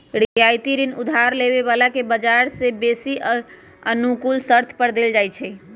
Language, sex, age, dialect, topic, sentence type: Magahi, female, 31-35, Western, banking, statement